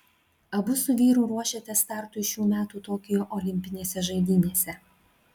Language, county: Lithuanian, Klaipėda